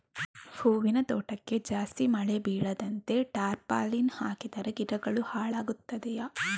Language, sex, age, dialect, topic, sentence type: Kannada, female, 25-30, Coastal/Dakshin, agriculture, question